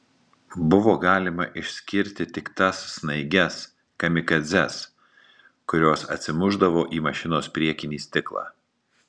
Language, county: Lithuanian, Marijampolė